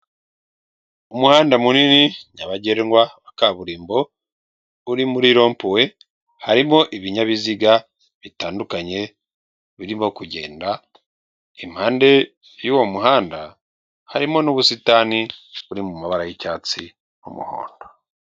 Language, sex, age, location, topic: Kinyarwanda, male, 36-49, Kigali, government